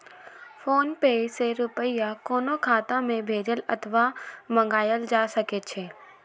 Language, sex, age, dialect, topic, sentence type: Maithili, female, 18-24, Eastern / Thethi, banking, statement